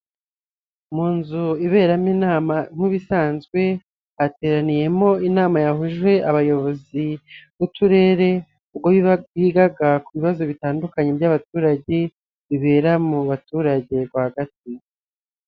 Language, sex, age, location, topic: Kinyarwanda, male, 25-35, Nyagatare, government